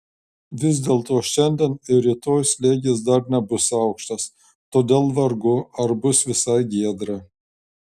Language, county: Lithuanian, Šiauliai